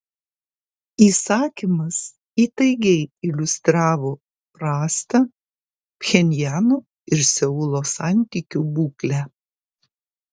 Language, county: Lithuanian, Kaunas